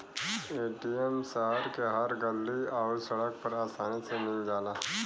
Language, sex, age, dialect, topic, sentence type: Bhojpuri, male, 25-30, Western, banking, statement